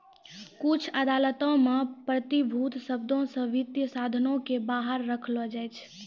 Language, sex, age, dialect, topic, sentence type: Maithili, female, 18-24, Angika, banking, statement